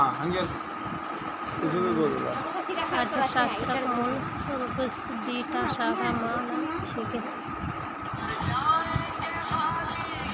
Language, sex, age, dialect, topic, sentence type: Magahi, female, 25-30, Northeastern/Surjapuri, banking, statement